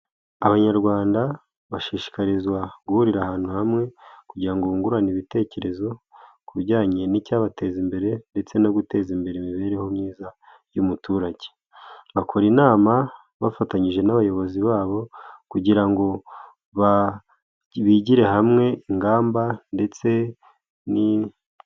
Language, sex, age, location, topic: Kinyarwanda, male, 18-24, Nyagatare, health